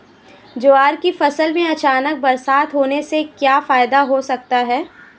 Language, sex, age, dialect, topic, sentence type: Hindi, female, 18-24, Marwari Dhudhari, agriculture, question